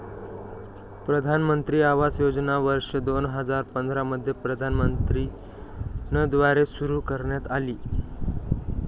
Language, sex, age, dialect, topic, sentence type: Marathi, male, 18-24, Northern Konkan, agriculture, statement